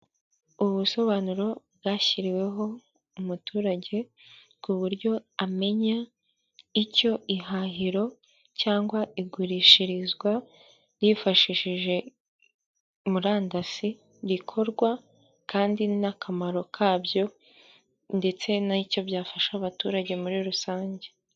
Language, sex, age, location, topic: Kinyarwanda, male, 50+, Kigali, finance